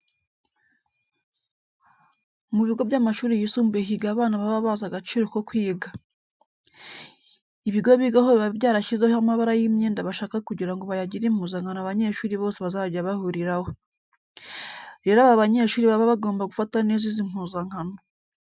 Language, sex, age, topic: Kinyarwanda, female, 25-35, education